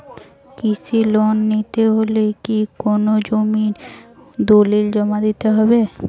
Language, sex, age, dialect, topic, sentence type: Bengali, female, 18-24, Rajbangshi, agriculture, question